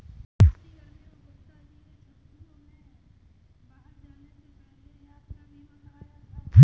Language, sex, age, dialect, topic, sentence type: Hindi, female, 18-24, Kanauji Braj Bhasha, banking, statement